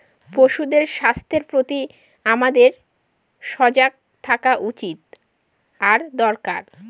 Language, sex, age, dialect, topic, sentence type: Bengali, female, 18-24, Northern/Varendri, agriculture, statement